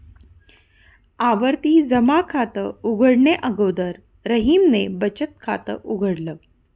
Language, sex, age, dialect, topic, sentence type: Marathi, female, 31-35, Northern Konkan, banking, statement